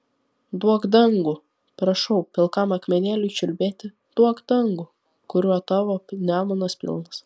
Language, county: Lithuanian, Vilnius